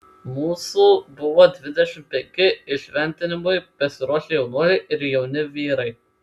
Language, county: Lithuanian, Kaunas